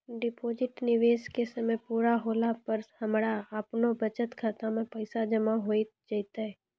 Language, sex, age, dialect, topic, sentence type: Maithili, female, 25-30, Angika, banking, question